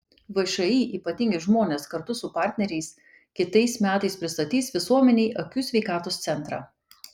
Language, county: Lithuanian, Kaunas